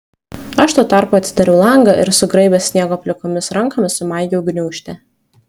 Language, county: Lithuanian, Šiauliai